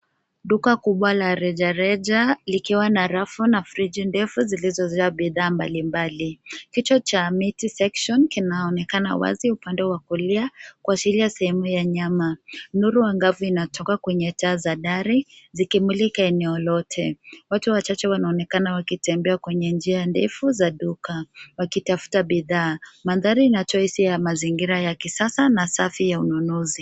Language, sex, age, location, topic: Swahili, female, 18-24, Nairobi, finance